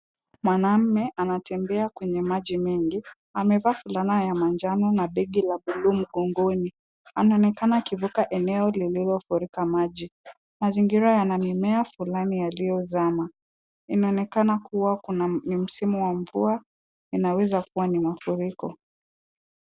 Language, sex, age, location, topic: Swahili, female, 18-24, Kisumu, health